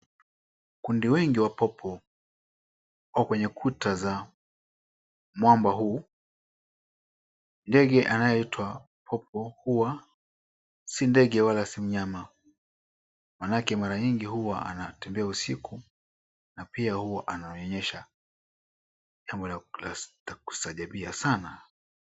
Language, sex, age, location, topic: Swahili, male, 36-49, Mombasa, government